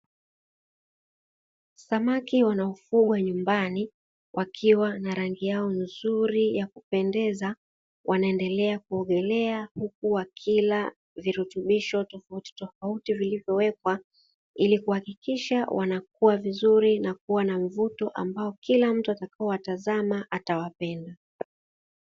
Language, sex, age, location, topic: Swahili, female, 36-49, Dar es Salaam, agriculture